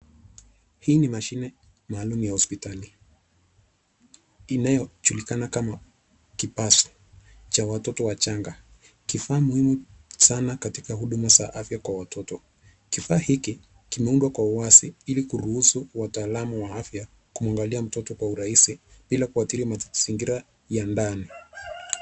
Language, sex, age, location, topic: Swahili, male, 25-35, Nairobi, health